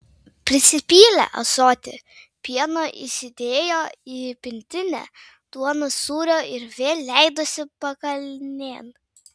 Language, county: Lithuanian, Vilnius